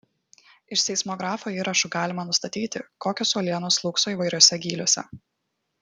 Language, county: Lithuanian, Kaunas